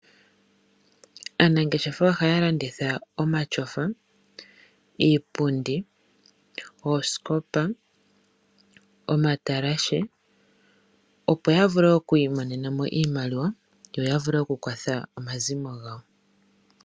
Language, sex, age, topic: Oshiwambo, female, 25-35, finance